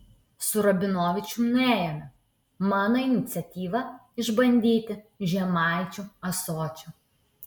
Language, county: Lithuanian, Utena